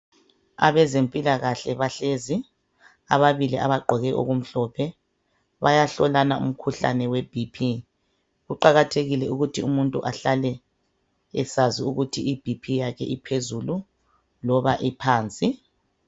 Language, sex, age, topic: North Ndebele, female, 25-35, health